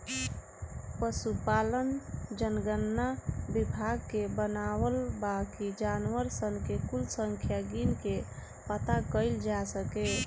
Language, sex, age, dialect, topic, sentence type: Bhojpuri, female, 18-24, Southern / Standard, agriculture, statement